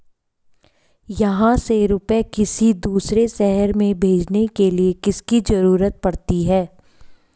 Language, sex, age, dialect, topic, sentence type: Hindi, female, 25-30, Hindustani Malvi Khadi Boli, banking, question